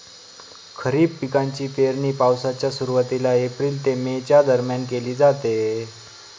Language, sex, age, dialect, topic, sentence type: Marathi, male, 18-24, Northern Konkan, agriculture, statement